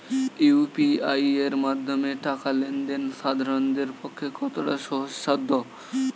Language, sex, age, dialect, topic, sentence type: Bengali, male, 18-24, Western, banking, question